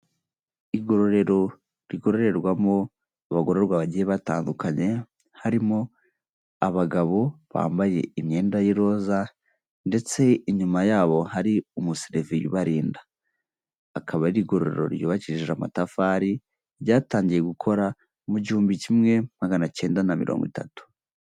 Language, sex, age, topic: Kinyarwanda, female, 25-35, government